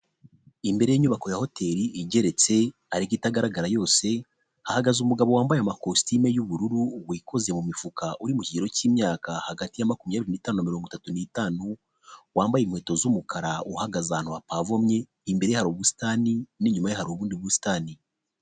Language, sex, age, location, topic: Kinyarwanda, male, 25-35, Nyagatare, finance